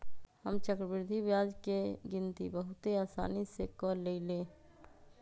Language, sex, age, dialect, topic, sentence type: Magahi, female, 31-35, Western, banking, statement